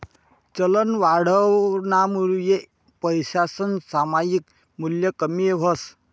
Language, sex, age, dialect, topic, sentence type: Marathi, male, 46-50, Northern Konkan, banking, statement